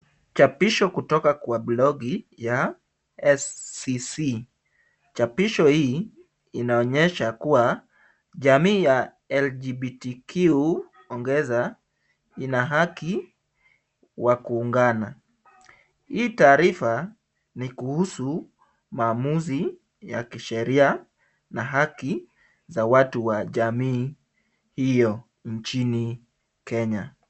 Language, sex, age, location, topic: Swahili, male, 25-35, Kisumu, government